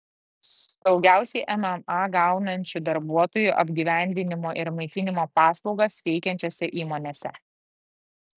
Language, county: Lithuanian, Klaipėda